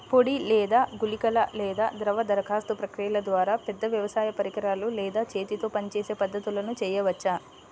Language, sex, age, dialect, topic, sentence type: Telugu, female, 25-30, Central/Coastal, agriculture, question